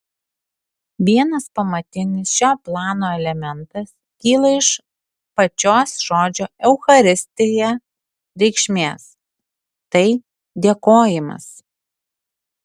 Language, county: Lithuanian, Alytus